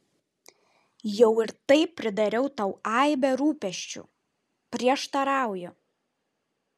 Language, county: Lithuanian, Šiauliai